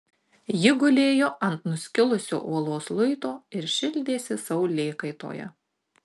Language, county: Lithuanian, Tauragė